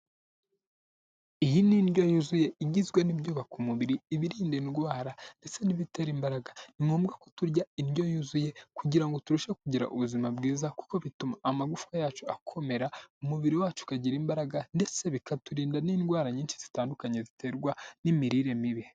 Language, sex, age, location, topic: Kinyarwanda, male, 18-24, Huye, health